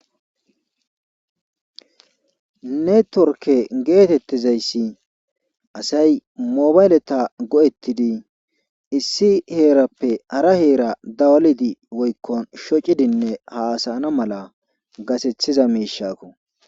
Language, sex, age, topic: Gamo, male, 25-35, government